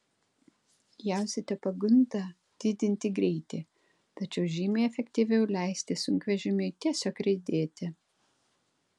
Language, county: Lithuanian, Kaunas